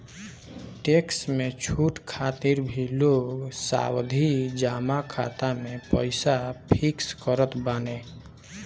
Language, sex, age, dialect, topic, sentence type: Bhojpuri, male, 18-24, Northern, banking, statement